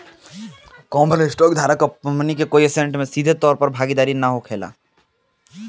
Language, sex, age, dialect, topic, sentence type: Bhojpuri, male, <18, Southern / Standard, banking, statement